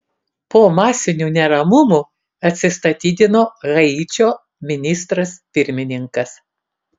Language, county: Lithuanian, Kaunas